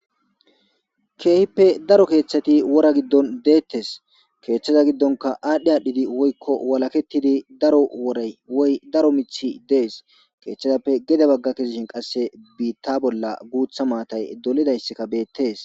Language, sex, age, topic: Gamo, male, 25-35, government